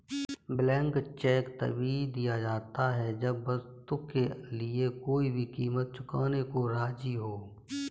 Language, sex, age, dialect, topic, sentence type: Hindi, female, 18-24, Kanauji Braj Bhasha, banking, statement